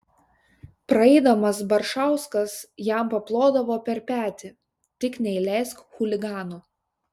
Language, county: Lithuanian, Šiauliai